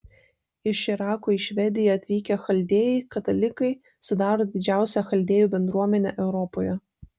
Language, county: Lithuanian, Vilnius